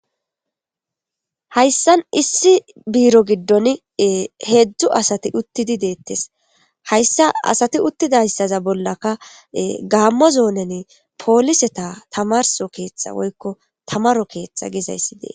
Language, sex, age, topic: Gamo, female, 25-35, government